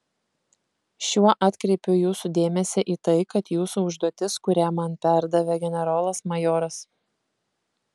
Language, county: Lithuanian, Kaunas